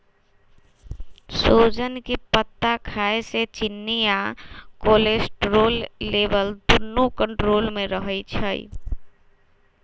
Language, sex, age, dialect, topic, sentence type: Magahi, female, 18-24, Western, agriculture, statement